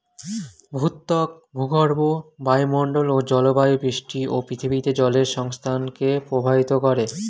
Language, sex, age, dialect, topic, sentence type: Bengali, male, 25-30, Standard Colloquial, agriculture, statement